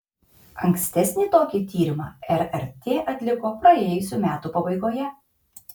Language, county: Lithuanian, Kaunas